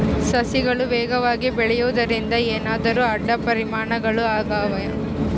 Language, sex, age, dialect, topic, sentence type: Kannada, female, 36-40, Central, agriculture, question